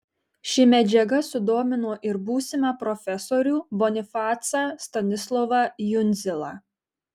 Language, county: Lithuanian, Marijampolė